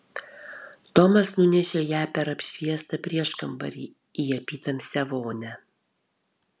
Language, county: Lithuanian, Kaunas